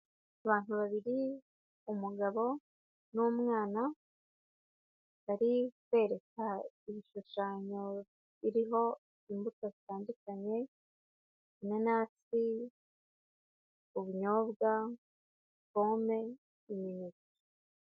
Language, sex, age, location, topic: Kinyarwanda, female, 25-35, Nyagatare, education